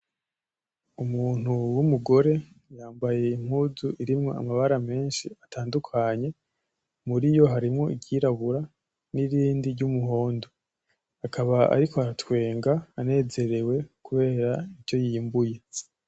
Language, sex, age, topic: Rundi, male, 18-24, agriculture